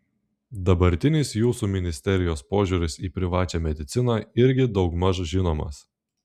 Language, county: Lithuanian, Klaipėda